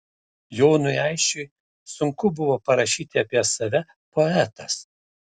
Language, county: Lithuanian, Šiauliai